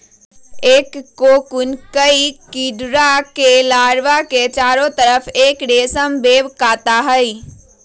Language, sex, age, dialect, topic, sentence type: Magahi, female, 36-40, Western, agriculture, statement